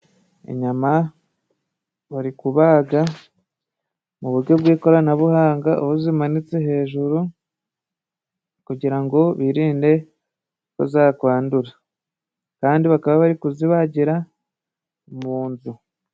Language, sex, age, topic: Kinyarwanda, male, 25-35, agriculture